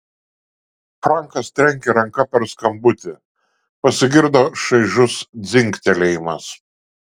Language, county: Lithuanian, Šiauliai